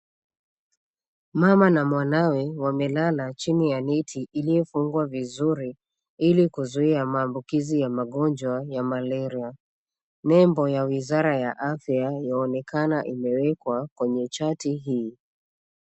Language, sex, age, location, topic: Swahili, female, 25-35, Nairobi, health